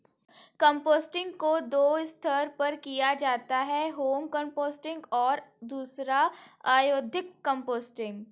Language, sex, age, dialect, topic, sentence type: Hindi, female, 18-24, Kanauji Braj Bhasha, agriculture, statement